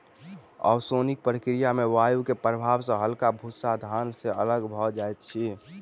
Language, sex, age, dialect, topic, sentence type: Maithili, male, 18-24, Southern/Standard, agriculture, statement